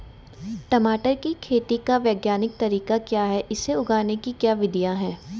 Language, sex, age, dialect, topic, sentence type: Hindi, female, 18-24, Garhwali, agriculture, question